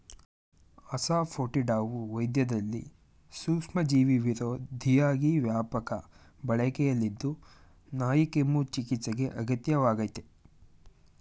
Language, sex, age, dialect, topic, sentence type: Kannada, male, 18-24, Mysore Kannada, agriculture, statement